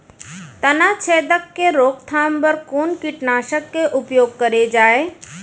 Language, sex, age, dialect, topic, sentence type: Chhattisgarhi, female, 41-45, Central, agriculture, question